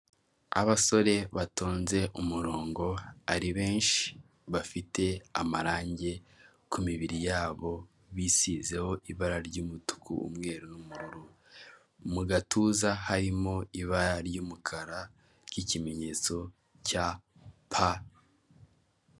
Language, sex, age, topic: Kinyarwanda, male, 18-24, government